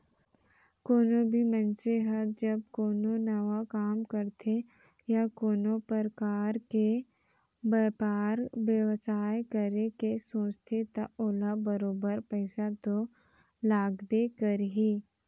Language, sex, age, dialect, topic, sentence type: Chhattisgarhi, female, 18-24, Central, banking, statement